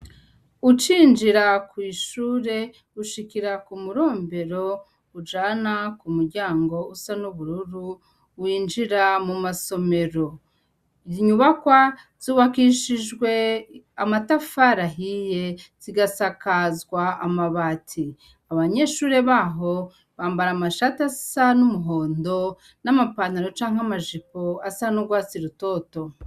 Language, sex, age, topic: Rundi, female, 36-49, education